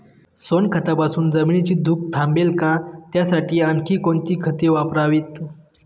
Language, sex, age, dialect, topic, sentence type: Marathi, male, 31-35, Northern Konkan, agriculture, question